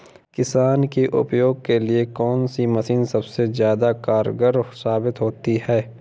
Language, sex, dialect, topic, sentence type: Hindi, male, Kanauji Braj Bhasha, agriculture, question